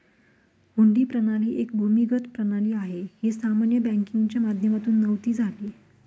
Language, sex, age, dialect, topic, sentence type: Marathi, female, 31-35, Northern Konkan, banking, statement